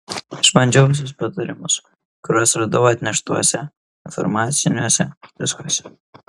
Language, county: Lithuanian, Kaunas